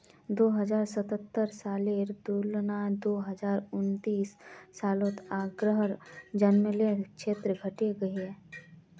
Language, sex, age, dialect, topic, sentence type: Magahi, female, 46-50, Northeastern/Surjapuri, agriculture, statement